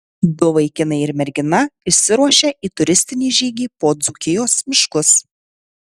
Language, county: Lithuanian, Tauragė